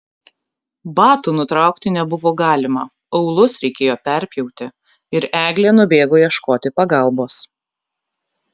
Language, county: Lithuanian, Kaunas